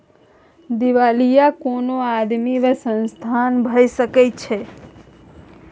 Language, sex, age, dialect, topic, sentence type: Maithili, male, 25-30, Bajjika, banking, statement